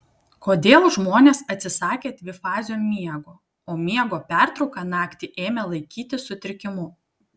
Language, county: Lithuanian, Kaunas